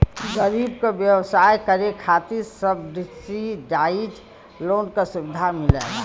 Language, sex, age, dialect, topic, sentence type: Bhojpuri, female, 25-30, Western, banking, statement